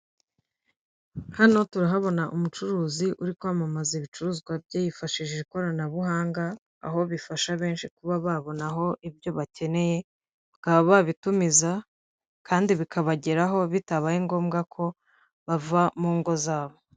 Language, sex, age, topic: Kinyarwanda, female, 50+, finance